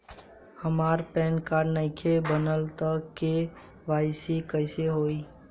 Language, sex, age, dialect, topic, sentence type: Bhojpuri, male, 18-24, Southern / Standard, banking, question